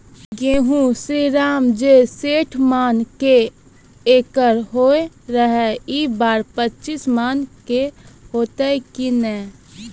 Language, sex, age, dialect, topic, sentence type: Maithili, female, 18-24, Angika, agriculture, question